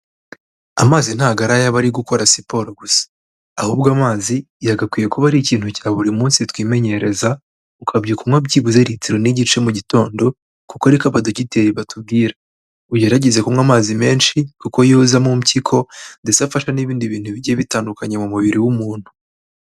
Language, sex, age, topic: Kinyarwanda, male, 18-24, health